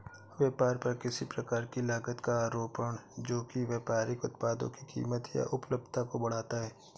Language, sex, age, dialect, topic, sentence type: Hindi, male, 18-24, Awadhi Bundeli, banking, statement